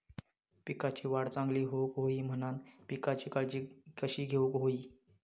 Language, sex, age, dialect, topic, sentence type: Marathi, male, 31-35, Southern Konkan, agriculture, question